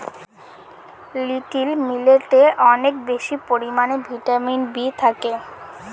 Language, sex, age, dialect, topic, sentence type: Bengali, female, 18-24, Northern/Varendri, agriculture, statement